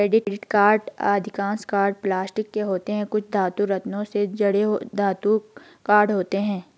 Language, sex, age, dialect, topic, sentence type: Hindi, female, 56-60, Garhwali, banking, statement